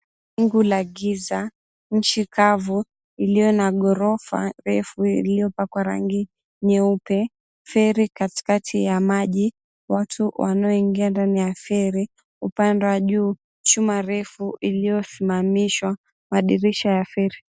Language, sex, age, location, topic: Swahili, female, 18-24, Mombasa, government